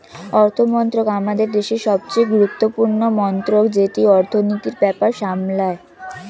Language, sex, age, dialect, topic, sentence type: Bengali, female, 60-100, Standard Colloquial, banking, statement